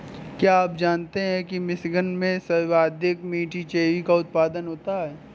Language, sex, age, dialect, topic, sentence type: Hindi, male, 18-24, Awadhi Bundeli, agriculture, statement